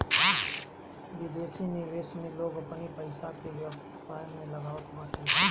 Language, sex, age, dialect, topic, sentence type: Bhojpuri, male, 36-40, Northern, banking, statement